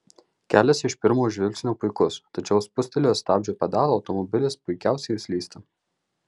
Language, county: Lithuanian, Marijampolė